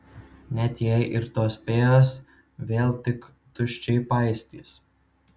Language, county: Lithuanian, Utena